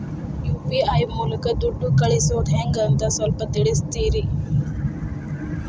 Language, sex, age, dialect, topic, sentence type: Kannada, female, 25-30, Dharwad Kannada, banking, question